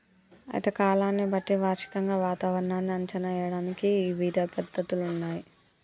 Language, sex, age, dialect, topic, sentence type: Telugu, female, 25-30, Telangana, agriculture, statement